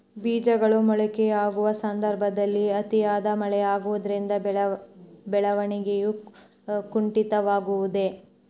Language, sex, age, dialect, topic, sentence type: Kannada, female, 18-24, Central, agriculture, question